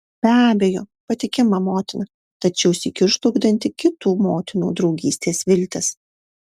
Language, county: Lithuanian, Marijampolė